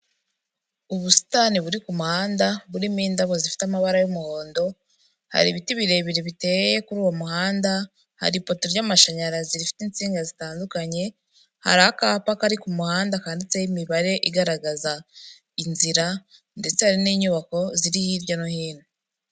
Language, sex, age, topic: Kinyarwanda, female, 25-35, government